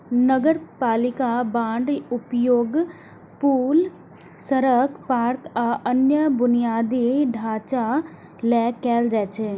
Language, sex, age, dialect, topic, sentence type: Maithili, female, 25-30, Eastern / Thethi, banking, statement